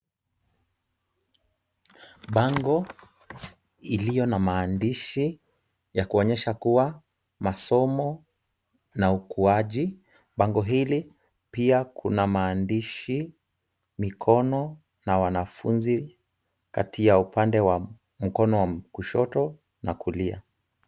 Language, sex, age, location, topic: Swahili, male, 25-35, Kisumu, education